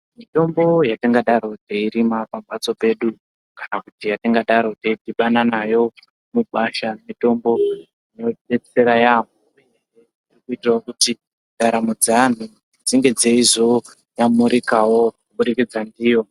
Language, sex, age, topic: Ndau, male, 25-35, health